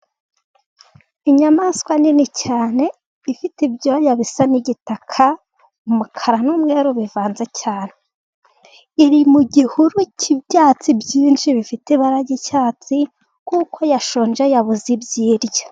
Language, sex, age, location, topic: Kinyarwanda, female, 18-24, Gakenke, agriculture